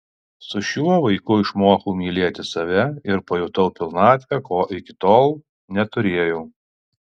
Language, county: Lithuanian, Alytus